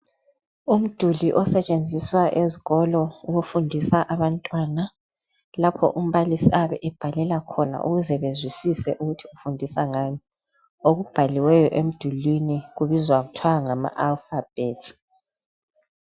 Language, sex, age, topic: North Ndebele, female, 50+, education